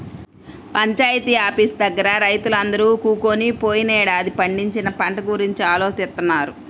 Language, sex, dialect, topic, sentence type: Telugu, female, Central/Coastal, agriculture, statement